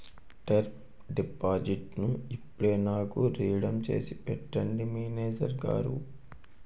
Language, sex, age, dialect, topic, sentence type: Telugu, male, 18-24, Utterandhra, banking, statement